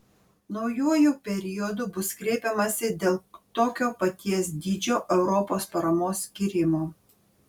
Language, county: Lithuanian, Panevėžys